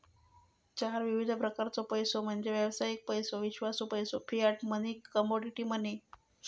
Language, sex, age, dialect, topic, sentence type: Marathi, female, 41-45, Southern Konkan, banking, statement